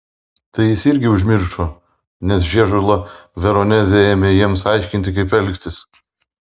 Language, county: Lithuanian, Vilnius